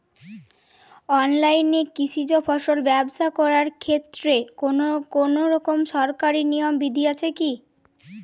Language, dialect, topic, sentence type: Bengali, Jharkhandi, agriculture, question